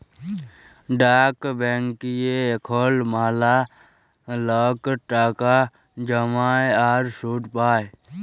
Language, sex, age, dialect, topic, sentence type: Bengali, male, 18-24, Jharkhandi, banking, statement